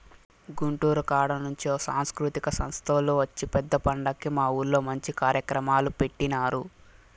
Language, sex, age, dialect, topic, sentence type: Telugu, male, 18-24, Southern, banking, statement